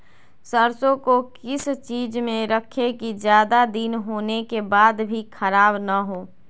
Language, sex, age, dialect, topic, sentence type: Magahi, female, 25-30, Western, agriculture, question